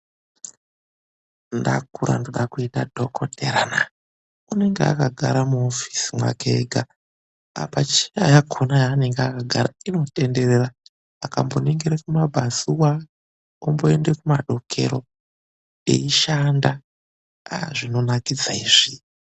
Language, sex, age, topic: Ndau, male, 25-35, health